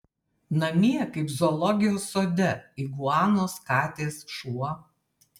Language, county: Lithuanian, Vilnius